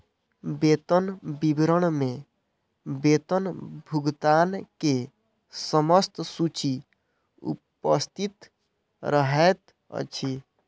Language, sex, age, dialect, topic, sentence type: Maithili, male, 18-24, Southern/Standard, banking, statement